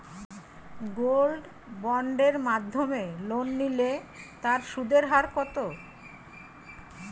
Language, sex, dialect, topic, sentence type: Bengali, female, Standard Colloquial, banking, question